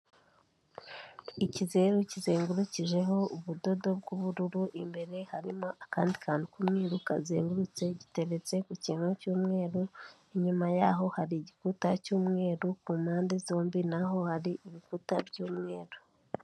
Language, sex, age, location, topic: Kinyarwanda, female, 18-24, Kigali, health